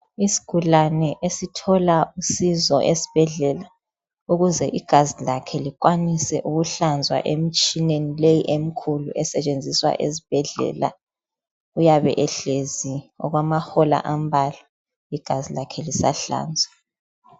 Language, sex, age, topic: North Ndebele, female, 50+, health